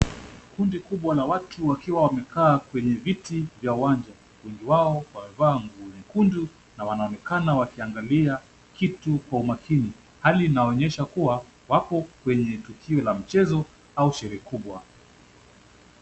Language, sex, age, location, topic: Swahili, male, 25-35, Kisumu, government